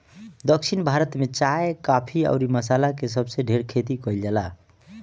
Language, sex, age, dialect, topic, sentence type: Bhojpuri, male, 25-30, Northern, agriculture, statement